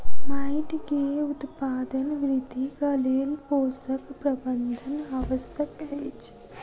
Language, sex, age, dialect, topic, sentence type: Maithili, female, 36-40, Southern/Standard, agriculture, statement